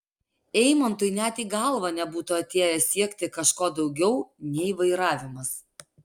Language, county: Lithuanian, Alytus